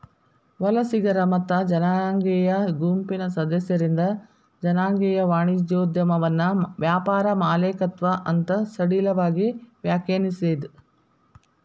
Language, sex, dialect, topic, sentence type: Kannada, female, Dharwad Kannada, banking, statement